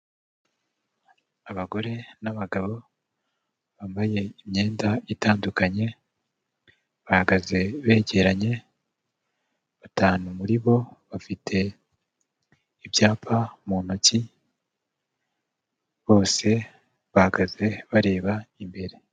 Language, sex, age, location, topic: Kinyarwanda, male, 25-35, Kigali, health